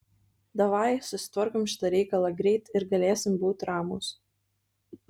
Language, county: Lithuanian, Kaunas